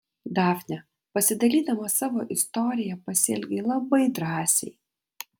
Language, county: Lithuanian, Vilnius